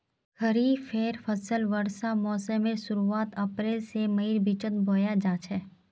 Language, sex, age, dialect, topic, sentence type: Magahi, female, 18-24, Northeastern/Surjapuri, agriculture, statement